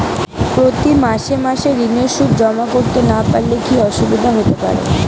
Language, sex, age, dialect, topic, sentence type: Bengali, female, 18-24, Western, banking, question